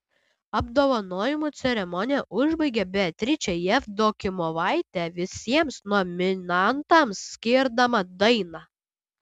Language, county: Lithuanian, Utena